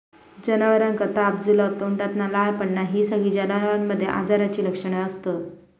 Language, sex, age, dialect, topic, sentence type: Marathi, female, 25-30, Southern Konkan, agriculture, statement